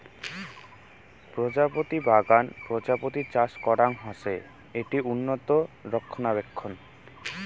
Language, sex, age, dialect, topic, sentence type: Bengali, male, 18-24, Rajbangshi, agriculture, statement